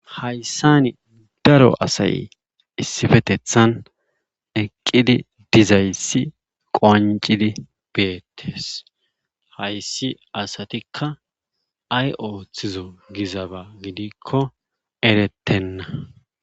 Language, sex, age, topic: Gamo, male, 25-35, government